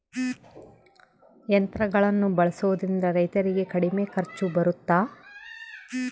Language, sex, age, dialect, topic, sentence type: Kannada, female, 31-35, Central, agriculture, question